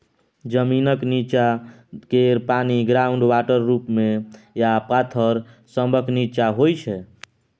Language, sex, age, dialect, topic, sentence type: Maithili, male, 25-30, Bajjika, agriculture, statement